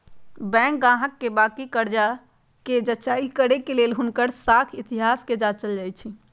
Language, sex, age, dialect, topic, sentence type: Magahi, female, 46-50, Western, banking, statement